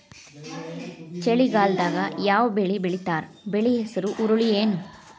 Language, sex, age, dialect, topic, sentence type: Kannada, female, 36-40, Dharwad Kannada, agriculture, question